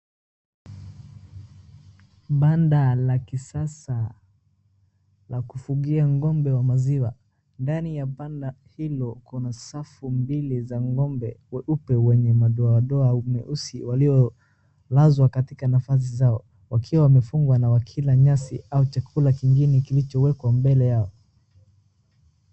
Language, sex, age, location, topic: Swahili, male, 36-49, Wajir, agriculture